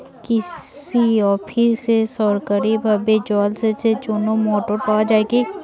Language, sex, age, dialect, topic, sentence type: Bengali, female, 18-24, Rajbangshi, agriculture, question